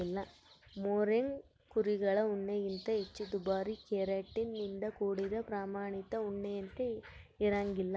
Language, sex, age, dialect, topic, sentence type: Kannada, female, 18-24, Central, agriculture, statement